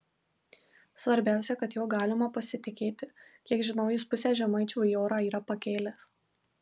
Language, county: Lithuanian, Marijampolė